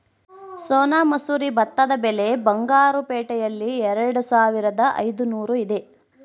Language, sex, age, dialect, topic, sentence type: Kannada, female, 25-30, Central, agriculture, statement